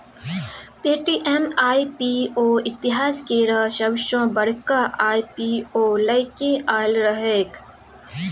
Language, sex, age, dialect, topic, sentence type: Maithili, female, 25-30, Bajjika, banking, statement